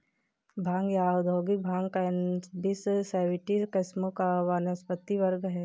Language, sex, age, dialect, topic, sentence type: Hindi, female, 18-24, Marwari Dhudhari, agriculture, statement